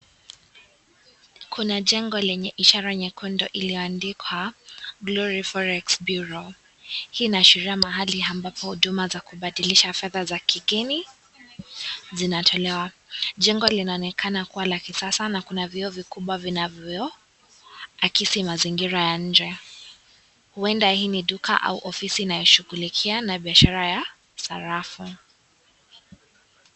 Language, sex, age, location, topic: Swahili, female, 18-24, Kisii, finance